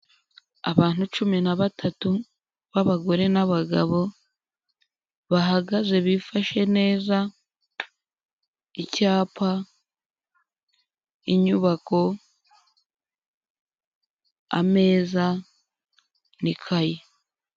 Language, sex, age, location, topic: Kinyarwanda, female, 18-24, Huye, government